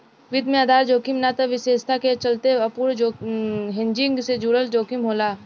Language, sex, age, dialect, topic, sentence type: Bhojpuri, female, 18-24, Southern / Standard, banking, statement